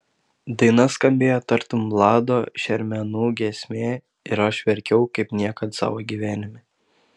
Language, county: Lithuanian, Panevėžys